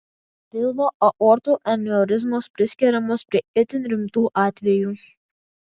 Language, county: Lithuanian, Kaunas